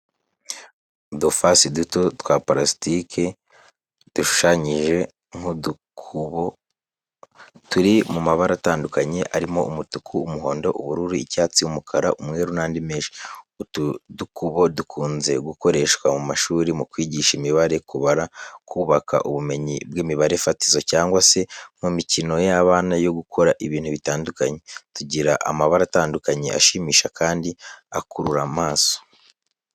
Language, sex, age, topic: Kinyarwanda, male, 18-24, education